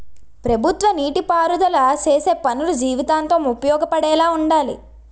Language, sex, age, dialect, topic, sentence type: Telugu, female, 18-24, Utterandhra, agriculture, statement